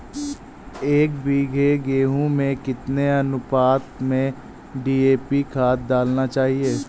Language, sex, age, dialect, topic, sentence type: Hindi, male, 18-24, Awadhi Bundeli, agriculture, question